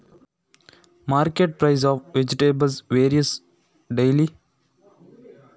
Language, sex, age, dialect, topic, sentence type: Kannada, male, 18-24, Coastal/Dakshin, agriculture, question